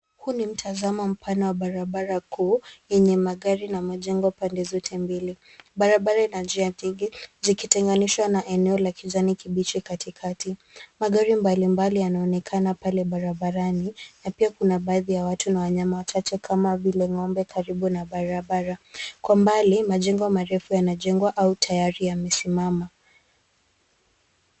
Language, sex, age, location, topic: Swahili, female, 25-35, Nairobi, government